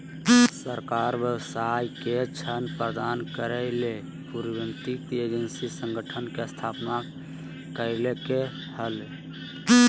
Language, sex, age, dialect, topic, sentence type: Magahi, male, 36-40, Southern, banking, statement